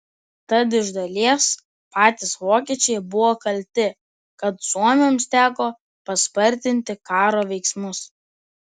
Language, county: Lithuanian, Telšiai